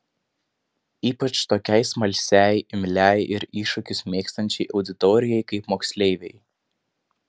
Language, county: Lithuanian, Panevėžys